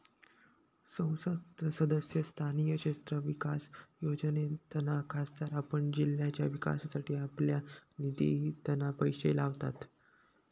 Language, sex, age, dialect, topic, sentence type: Marathi, male, 51-55, Southern Konkan, banking, statement